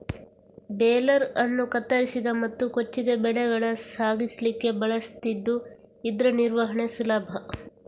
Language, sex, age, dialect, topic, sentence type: Kannada, female, 46-50, Coastal/Dakshin, agriculture, statement